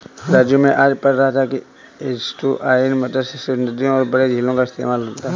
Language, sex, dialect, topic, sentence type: Hindi, male, Kanauji Braj Bhasha, agriculture, statement